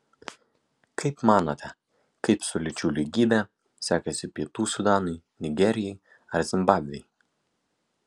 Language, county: Lithuanian, Kaunas